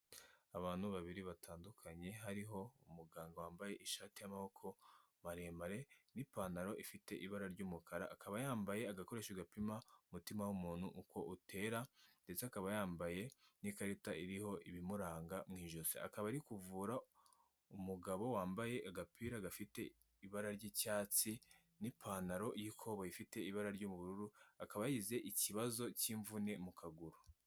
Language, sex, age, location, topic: Kinyarwanda, female, 18-24, Kigali, health